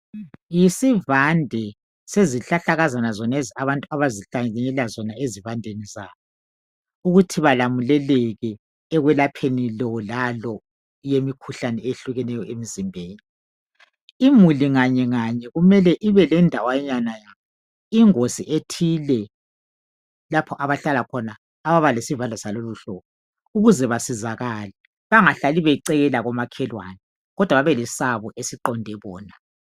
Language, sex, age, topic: North Ndebele, female, 50+, health